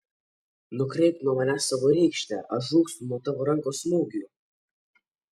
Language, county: Lithuanian, Kaunas